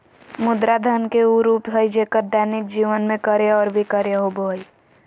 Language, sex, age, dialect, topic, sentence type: Magahi, female, 41-45, Southern, banking, statement